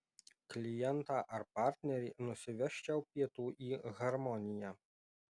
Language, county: Lithuanian, Alytus